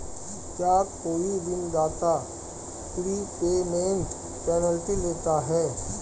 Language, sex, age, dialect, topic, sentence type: Hindi, female, 25-30, Hindustani Malvi Khadi Boli, banking, question